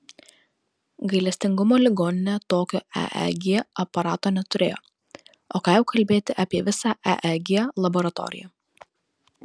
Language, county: Lithuanian, Kaunas